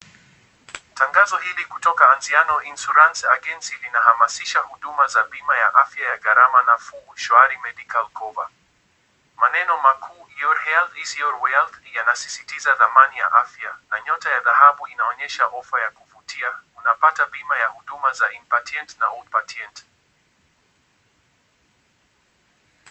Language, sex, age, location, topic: Swahili, male, 18-24, Kisumu, finance